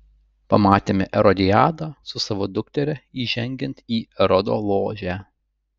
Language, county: Lithuanian, Utena